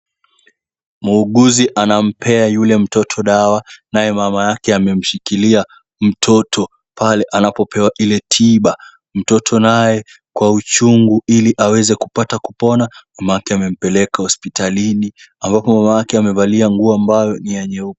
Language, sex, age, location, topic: Swahili, male, 18-24, Kisumu, health